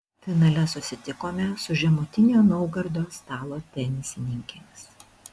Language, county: Lithuanian, Šiauliai